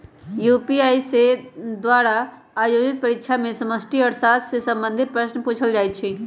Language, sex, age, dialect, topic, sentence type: Magahi, female, 25-30, Western, banking, statement